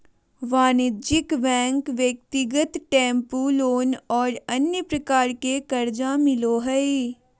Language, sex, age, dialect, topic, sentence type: Magahi, female, 18-24, Southern, banking, statement